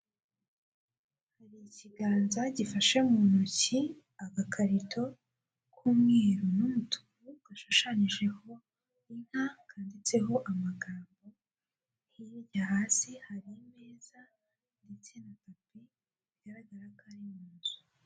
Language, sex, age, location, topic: Kinyarwanda, female, 18-24, Huye, agriculture